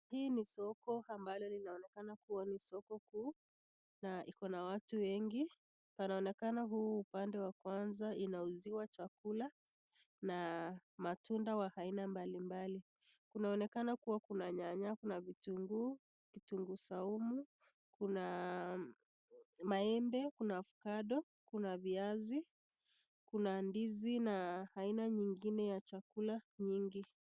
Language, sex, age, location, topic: Swahili, female, 25-35, Nakuru, finance